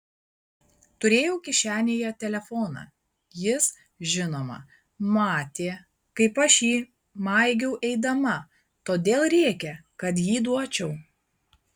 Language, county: Lithuanian, Klaipėda